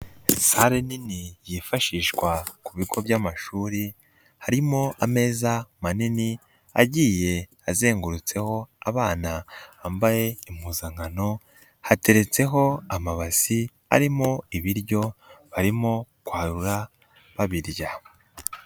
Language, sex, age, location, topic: Kinyarwanda, male, 18-24, Nyagatare, education